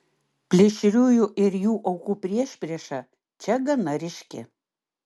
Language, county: Lithuanian, Klaipėda